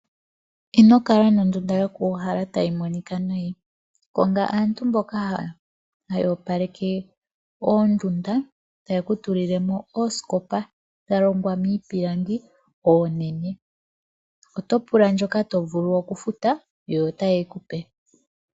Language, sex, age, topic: Oshiwambo, female, 25-35, finance